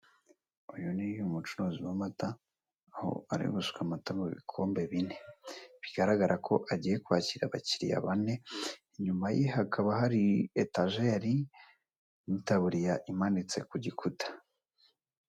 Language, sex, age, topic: Kinyarwanda, male, 18-24, finance